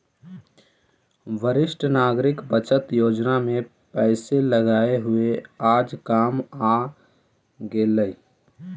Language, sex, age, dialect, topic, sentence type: Magahi, male, 18-24, Central/Standard, agriculture, statement